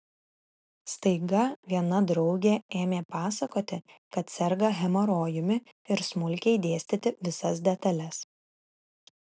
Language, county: Lithuanian, Vilnius